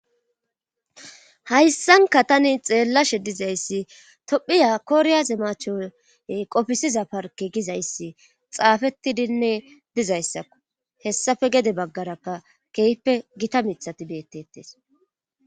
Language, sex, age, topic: Gamo, female, 25-35, government